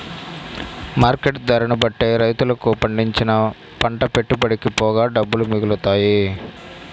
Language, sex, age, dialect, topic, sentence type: Telugu, male, 25-30, Central/Coastal, agriculture, statement